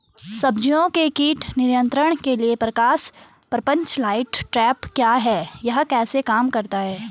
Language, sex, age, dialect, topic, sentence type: Hindi, female, 36-40, Garhwali, agriculture, question